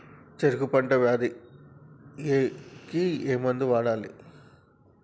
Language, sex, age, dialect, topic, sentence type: Telugu, male, 36-40, Telangana, agriculture, question